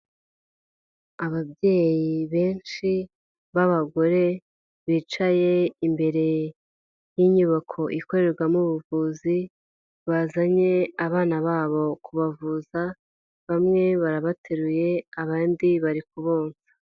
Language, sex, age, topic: Kinyarwanda, female, 18-24, health